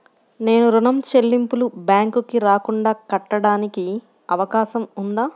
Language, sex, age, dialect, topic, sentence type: Telugu, female, 51-55, Central/Coastal, banking, question